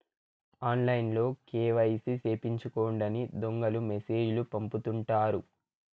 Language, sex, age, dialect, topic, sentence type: Telugu, male, 25-30, Southern, banking, statement